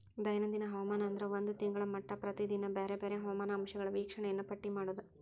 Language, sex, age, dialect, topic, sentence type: Kannada, female, 18-24, Dharwad Kannada, agriculture, statement